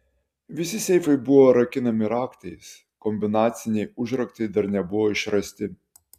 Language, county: Lithuanian, Utena